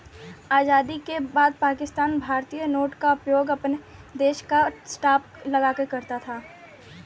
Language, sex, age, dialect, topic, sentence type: Hindi, female, 18-24, Kanauji Braj Bhasha, banking, statement